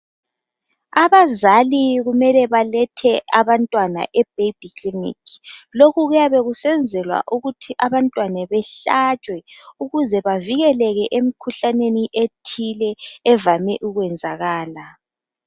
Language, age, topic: North Ndebele, 25-35, health